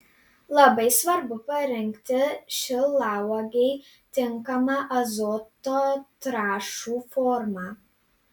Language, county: Lithuanian, Panevėžys